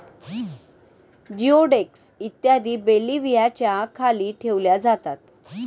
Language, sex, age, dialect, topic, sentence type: Marathi, female, 31-35, Standard Marathi, agriculture, statement